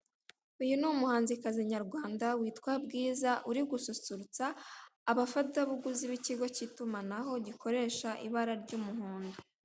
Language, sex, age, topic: Kinyarwanda, female, 18-24, finance